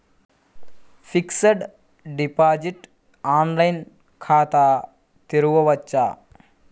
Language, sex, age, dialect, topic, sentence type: Telugu, male, 41-45, Central/Coastal, banking, question